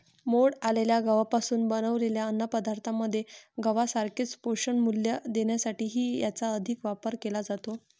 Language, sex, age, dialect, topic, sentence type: Marathi, female, 18-24, Varhadi, agriculture, statement